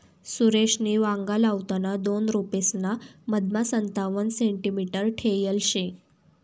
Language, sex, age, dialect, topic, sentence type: Marathi, female, 18-24, Northern Konkan, agriculture, statement